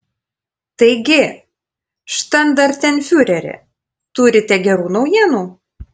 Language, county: Lithuanian, Panevėžys